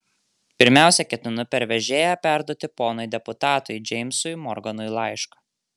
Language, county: Lithuanian, Marijampolė